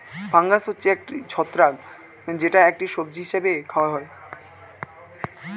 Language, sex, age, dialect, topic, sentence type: Bengali, male, 18-24, Standard Colloquial, agriculture, statement